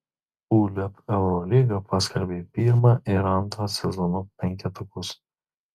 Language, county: Lithuanian, Marijampolė